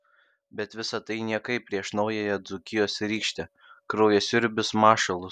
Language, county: Lithuanian, Kaunas